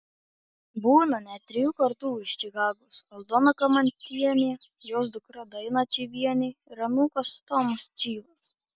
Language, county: Lithuanian, Marijampolė